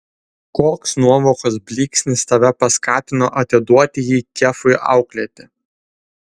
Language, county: Lithuanian, Vilnius